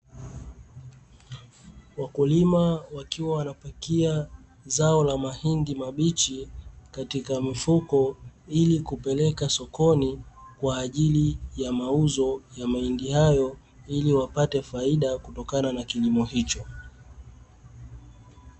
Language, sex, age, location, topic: Swahili, male, 18-24, Dar es Salaam, agriculture